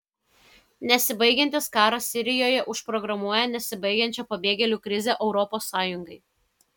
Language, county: Lithuanian, Kaunas